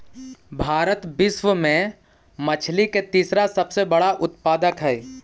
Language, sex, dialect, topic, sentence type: Magahi, male, Central/Standard, agriculture, statement